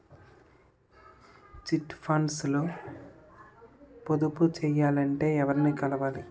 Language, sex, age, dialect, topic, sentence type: Telugu, male, 18-24, Utterandhra, banking, question